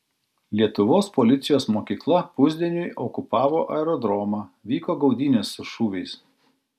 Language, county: Lithuanian, Klaipėda